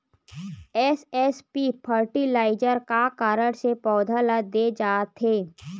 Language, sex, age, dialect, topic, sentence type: Chhattisgarhi, male, 18-24, Western/Budati/Khatahi, agriculture, question